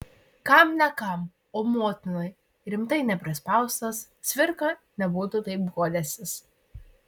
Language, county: Lithuanian, Marijampolė